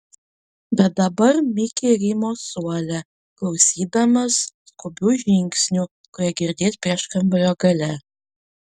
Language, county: Lithuanian, Panevėžys